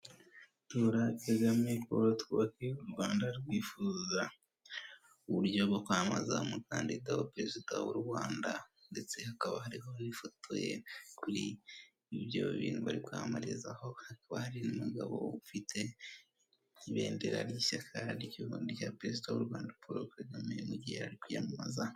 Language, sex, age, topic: Kinyarwanda, male, 18-24, government